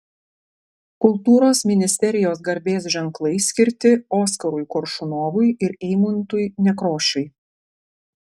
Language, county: Lithuanian, Klaipėda